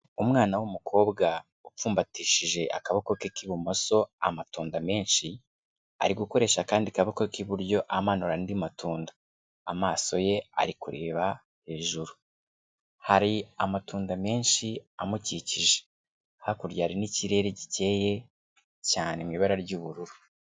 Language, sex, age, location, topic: Kinyarwanda, male, 25-35, Kigali, agriculture